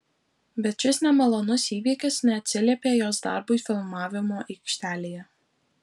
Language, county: Lithuanian, Alytus